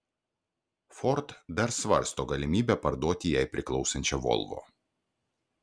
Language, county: Lithuanian, Klaipėda